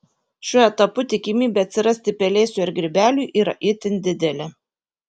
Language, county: Lithuanian, Kaunas